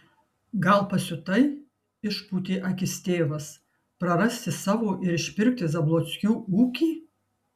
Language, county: Lithuanian, Kaunas